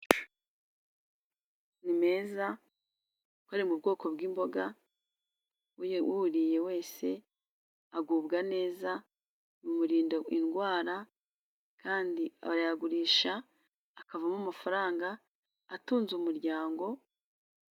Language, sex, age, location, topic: Kinyarwanda, female, 36-49, Musanze, agriculture